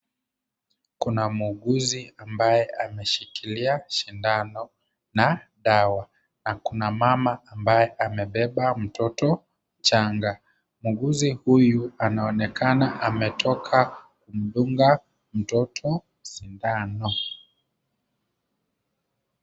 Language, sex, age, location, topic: Swahili, male, 25-35, Kisumu, health